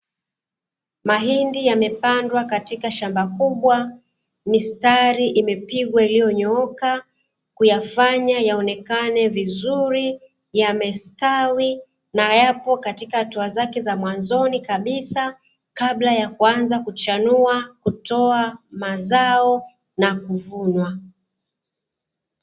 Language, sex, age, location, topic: Swahili, female, 25-35, Dar es Salaam, agriculture